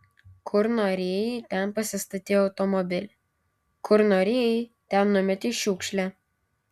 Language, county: Lithuanian, Kaunas